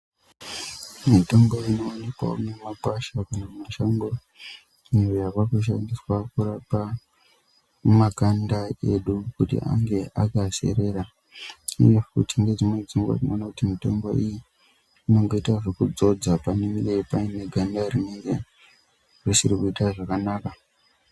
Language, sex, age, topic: Ndau, male, 25-35, health